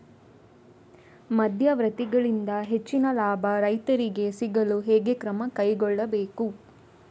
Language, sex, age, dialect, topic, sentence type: Kannada, female, 25-30, Coastal/Dakshin, agriculture, question